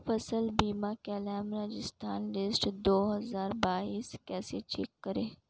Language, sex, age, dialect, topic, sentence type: Hindi, female, 18-24, Marwari Dhudhari, agriculture, question